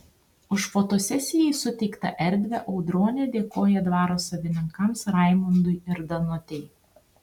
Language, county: Lithuanian, Tauragė